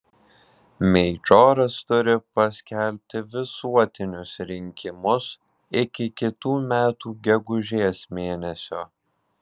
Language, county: Lithuanian, Alytus